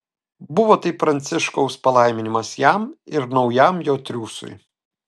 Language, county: Lithuanian, Telšiai